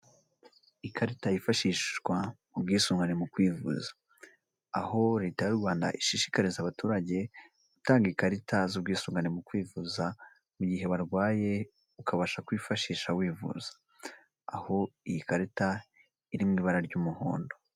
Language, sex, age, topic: Kinyarwanda, female, 25-35, finance